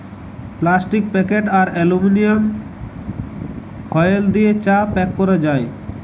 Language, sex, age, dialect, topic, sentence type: Bengali, male, 18-24, Jharkhandi, agriculture, statement